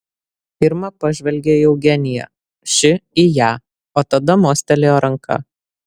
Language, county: Lithuanian, Vilnius